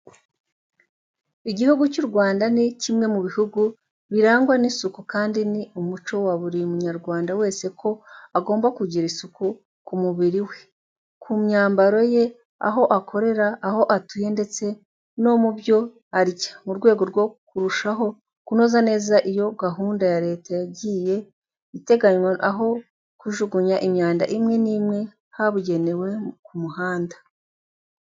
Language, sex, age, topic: Kinyarwanda, female, 25-35, education